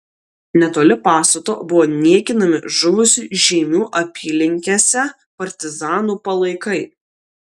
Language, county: Lithuanian, Kaunas